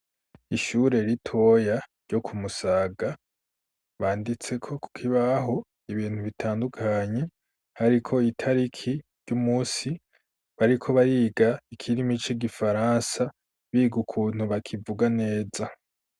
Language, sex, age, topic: Rundi, male, 18-24, education